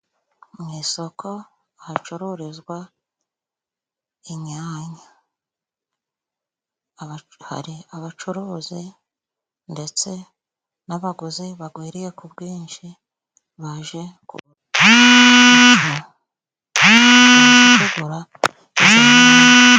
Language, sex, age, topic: Kinyarwanda, female, 36-49, finance